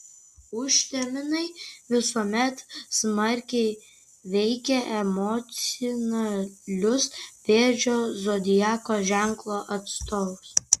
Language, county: Lithuanian, Kaunas